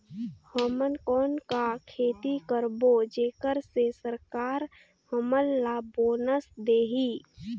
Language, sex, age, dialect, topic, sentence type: Chhattisgarhi, female, 18-24, Northern/Bhandar, agriculture, question